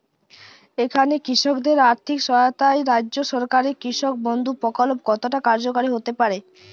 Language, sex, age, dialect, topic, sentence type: Bengali, female, 18-24, Jharkhandi, agriculture, question